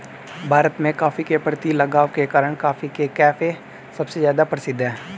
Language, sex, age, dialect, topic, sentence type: Hindi, male, 18-24, Hindustani Malvi Khadi Boli, agriculture, statement